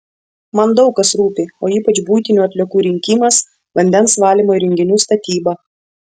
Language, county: Lithuanian, Vilnius